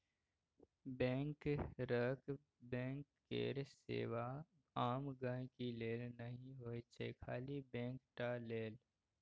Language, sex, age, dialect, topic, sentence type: Maithili, male, 18-24, Bajjika, banking, statement